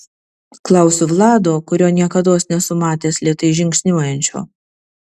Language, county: Lithuanian, Kaunas